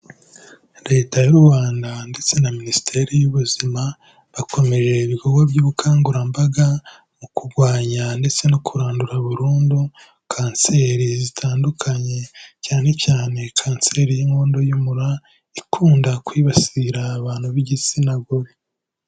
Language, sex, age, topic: Kinyarwanda, male, 18-24, health